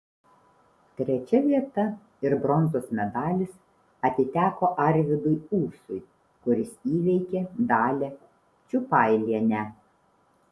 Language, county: Lithuanian, Vilnius